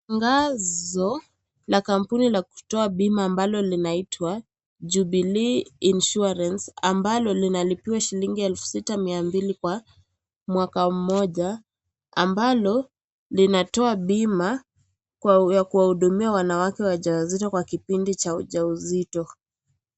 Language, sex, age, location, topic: Swahili, female, 18-24, Kisii, finance